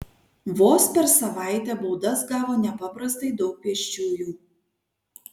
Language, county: Lithuanian, Kaunas